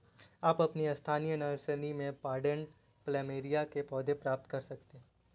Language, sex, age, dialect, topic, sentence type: Hindi, male, 18-24, Kanauji Braj Bhasha, agriculture, statement